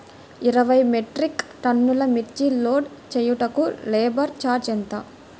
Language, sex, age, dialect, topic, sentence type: Telugu, male, 60-100, Central/Coastal, agriculture, question